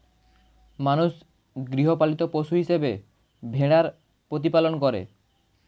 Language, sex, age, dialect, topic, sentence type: Bengali, male, 18-24, Standard Colloquial, agriculture, statement